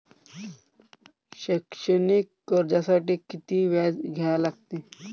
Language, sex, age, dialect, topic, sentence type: Marathi, male, 18-24, Varhadi, banking, statement